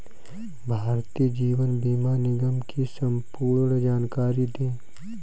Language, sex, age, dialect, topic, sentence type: Hindi, male, 18-24, Kanauji Braj Bhasha, banking, question